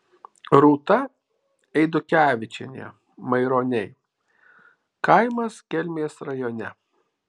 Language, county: Lithuanian, Alytus